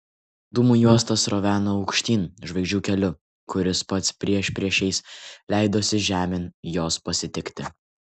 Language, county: Lithuanian, Kaunas